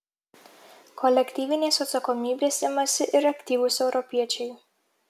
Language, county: Lithuanian, Marijampolė